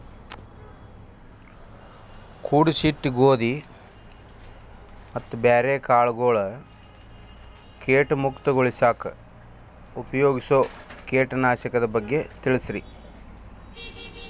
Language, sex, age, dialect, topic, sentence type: Kannada, male, 41-45, Dharwad Kannada, agriculture, question